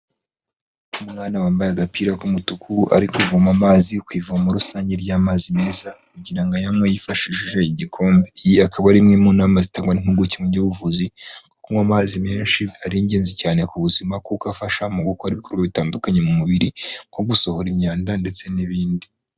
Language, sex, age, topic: Kinyarwanda, male, 18-24, health